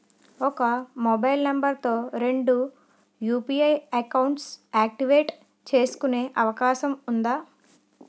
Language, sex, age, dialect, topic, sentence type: Telugu, female, 25-30, Utterandhra, banking, question